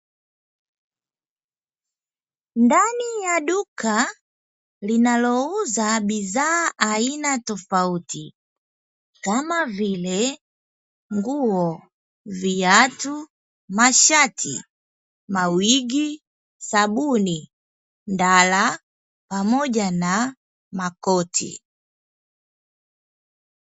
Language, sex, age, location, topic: Swahili, female, 18-24, Dar es Salaam, finance